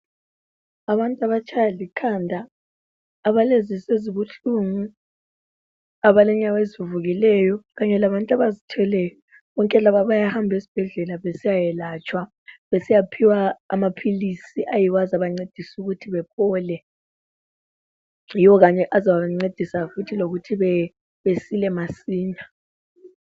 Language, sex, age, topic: North Ndebele, female, 25-35, health